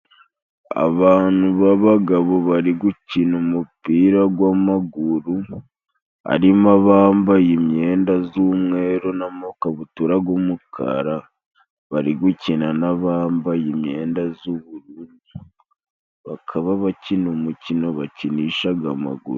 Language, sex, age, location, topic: Kinyarwanda, male, 18-24, Musanze, government